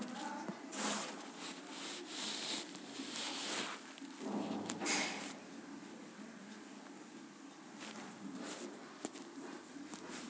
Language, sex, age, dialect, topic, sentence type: Magahi, female, 36-40, Southern, banking, statement